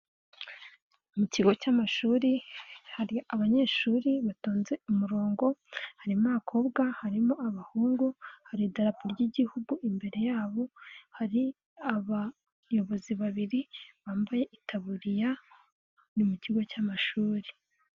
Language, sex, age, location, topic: Kinyarwanda, female, 18-24, Nyagatare, education